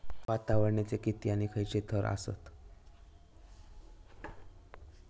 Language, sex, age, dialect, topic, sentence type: Marathi, male, 18-24, Southern Konkan, agriculture, question